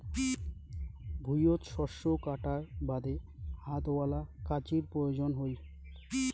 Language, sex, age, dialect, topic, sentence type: Bengali, male, 18-24, Rajbangshi, agriculture, statement